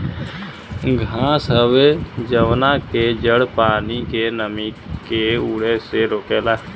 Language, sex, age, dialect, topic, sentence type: Bhojpuri, male, 25-30, Western, agriculture, statement